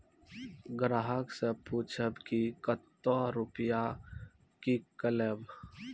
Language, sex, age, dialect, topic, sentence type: Maithili, male, 25-30, Angika, banking, question